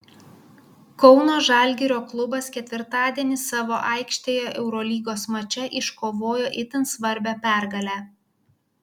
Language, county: Lithuanian, Kaunas